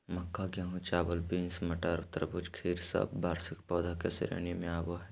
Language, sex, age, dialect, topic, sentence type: Magahi, male, 18-24, Southern, agriculture, statement